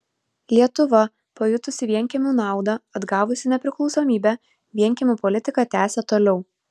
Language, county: Lithuanian, Vilnius